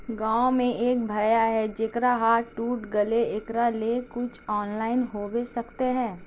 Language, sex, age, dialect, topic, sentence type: Magahi, female, 18-24, Northeastern/Surjapuri, banking, question